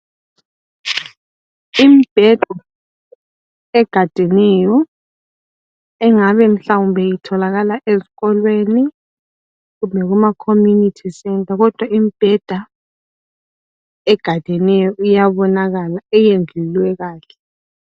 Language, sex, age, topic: North Ndebele, female, 18-24, education